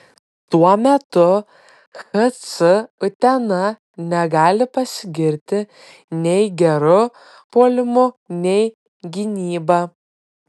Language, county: Lithuanian, Klaipėda